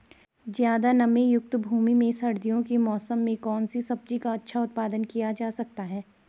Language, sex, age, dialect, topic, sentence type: Hindi, female, 18-24, Garhwali, agriculture, question